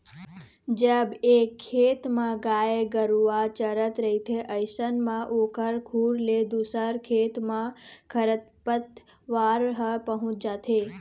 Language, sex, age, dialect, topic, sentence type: Chhattisgarhi, female, 25-30, Eastern, agriculture, statement